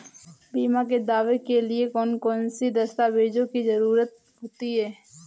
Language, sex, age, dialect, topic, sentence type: Hindi, female, 18-24, Awadhi Bundeli, banking, question